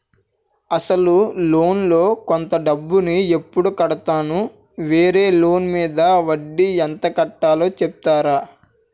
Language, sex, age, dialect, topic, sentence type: Telugu, male, 18-24, Utterandhra, banking, question